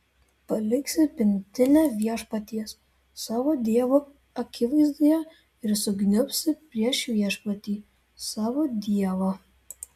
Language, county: Lithuanian, Vilnius